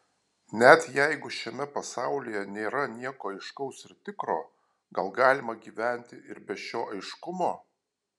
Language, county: Lithuanian, Alytus